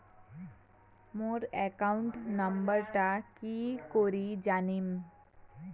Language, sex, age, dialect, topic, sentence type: Bengali, female, 18-24, Rajbangshi, banking, question